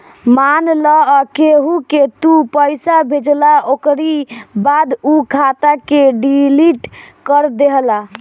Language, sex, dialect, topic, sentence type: Bhojpuri, female, Northern, banking, statement